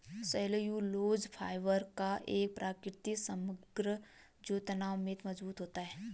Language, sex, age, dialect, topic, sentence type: Hindi, female, 25-30, Garhwali, agriculture, statement